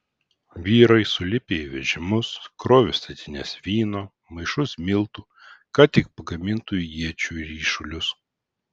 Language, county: Lithuanian, Vilnius